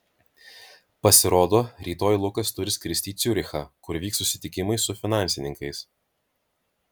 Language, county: Lithuanian, Vilnius